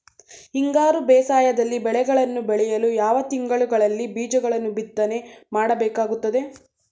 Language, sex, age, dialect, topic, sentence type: Kannada, female, 18-24, Mysore Kannada, agriculture, question